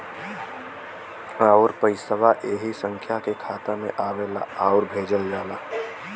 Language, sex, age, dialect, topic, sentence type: Bhojpuri, male, 18-24, Western, banking, statement